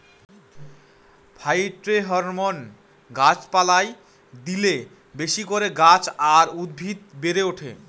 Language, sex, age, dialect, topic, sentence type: Bengali, male, 25-30, Northern/Varendri, agriculture, statement